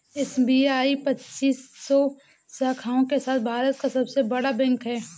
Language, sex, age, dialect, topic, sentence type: Hindi, female, 18-24, Awadhi Bundeli, banking, statement